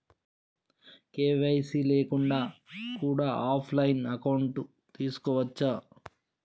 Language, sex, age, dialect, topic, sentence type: Telugu, male, 36-40, Telangana, banking, question